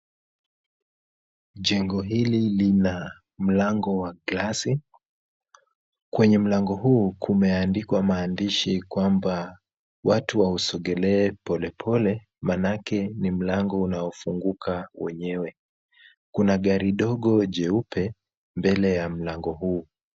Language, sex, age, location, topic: Swahili, female, 25-35, Kisumu, finance